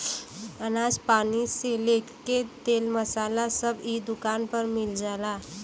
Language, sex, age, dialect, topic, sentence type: Bhojpuri, female, 18-24, Western, agriculture, statement